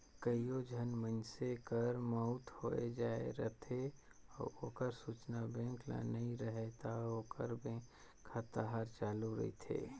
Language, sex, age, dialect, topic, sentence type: Chhattisgarhi, male, 25-30, Northern/Bhandar, banking, statement